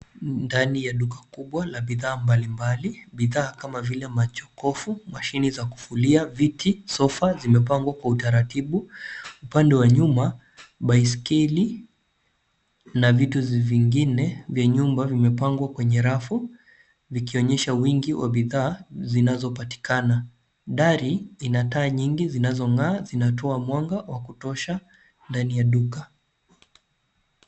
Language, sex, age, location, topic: Swahili, male, 25-35, Nairobi, finance